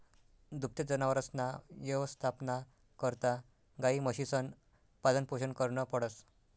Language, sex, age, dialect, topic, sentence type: Marathi, male, 60-100, Northern Konkan, agriculture, statement